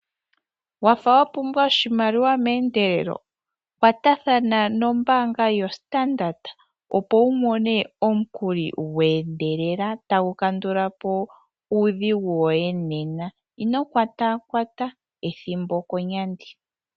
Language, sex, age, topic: Oshiwambo, female, 25-35, finance